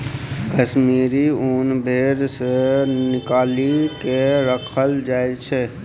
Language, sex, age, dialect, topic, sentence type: Maithili, male, 25-30, Bajjika, agriculture, statement